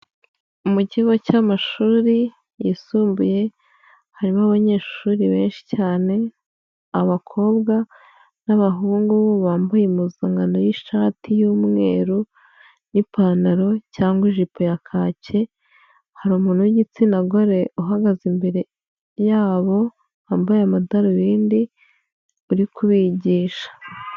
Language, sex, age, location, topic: Kinyarwanda, female, 25-35, Nyagatare, education